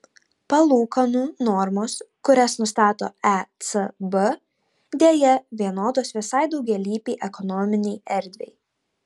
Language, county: Lithuanian, Tauragė